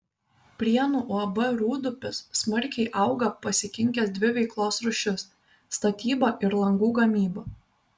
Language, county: Lithuanian, Vilnius